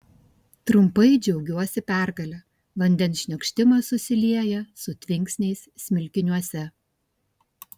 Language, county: Lithuanian, Kaunas